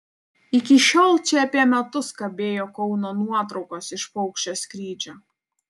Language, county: Lithuanian, Panevėžys